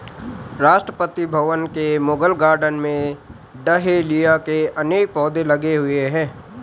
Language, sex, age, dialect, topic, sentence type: Hindi, male, 18-24, Garhwali, agriculture, statement